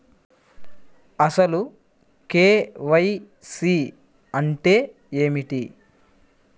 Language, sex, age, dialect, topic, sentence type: Telugu, male, 41-45, Central/Coastal, banking, question